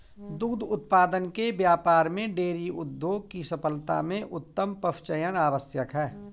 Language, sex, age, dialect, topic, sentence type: Hindi, male, 41-45, Kanauji Braj Bhasha, agriculture, statement